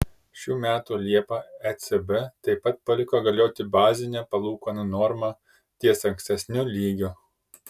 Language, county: Lithuanian, Kaunas